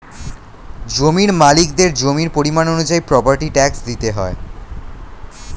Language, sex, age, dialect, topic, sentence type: Bengali, male, 18-24, Standard Colloquial, banking, statement